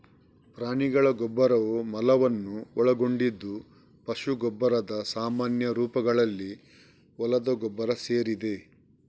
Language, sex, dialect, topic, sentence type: Kannada, male, Coastal/Dakshin, agriculture, statement